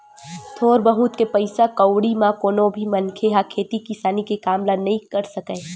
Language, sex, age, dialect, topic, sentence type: Chhattisgarhi, female, 18-24, Western/Budati/Khatahi, agriculture, statement